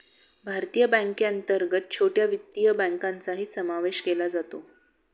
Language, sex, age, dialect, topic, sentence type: Marathi, female, 36-40, Standard Marathi, banking, statement